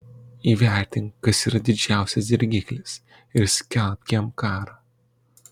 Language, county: Lithuanian, Kaunas